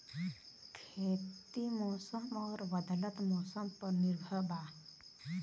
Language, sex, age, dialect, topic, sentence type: Bhojpuri, female, 31-35, Western, agriculture, statement